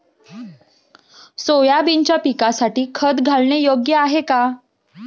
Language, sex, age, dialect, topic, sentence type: Marathi, female, 25-30, Standard Marathi, agriculture, question